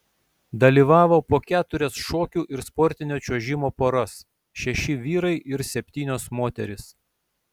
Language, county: Lithuanian, Šiauliai